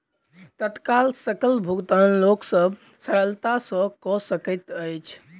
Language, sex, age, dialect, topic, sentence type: Maithili, male, 18-24, Southern/Standard, banking, statement